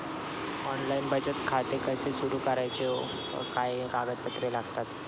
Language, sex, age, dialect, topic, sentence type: Marathi, male, 25-30, Standard Marathi, banking, question